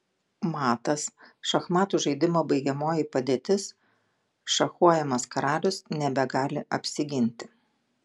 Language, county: Lithuanian, Klaipėda